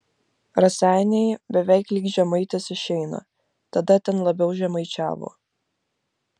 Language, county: Lithuanian, Vilnius